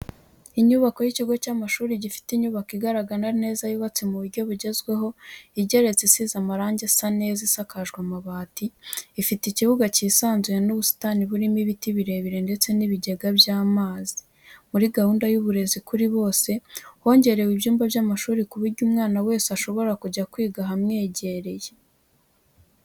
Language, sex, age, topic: Kinyarwanda, female, 18-24, education